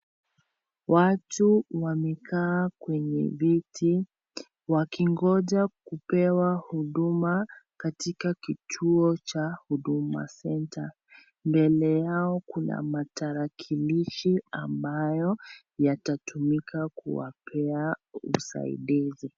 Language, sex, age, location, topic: Swahili, female, 25-35, Kisii, government